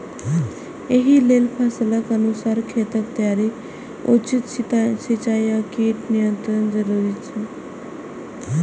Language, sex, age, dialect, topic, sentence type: Maithili, female, 18-24, Eastern / Thethi, agriculture, statement